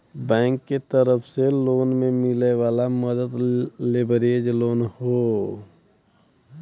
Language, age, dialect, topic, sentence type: Bhojpuri, 25-30, Western, banking, statement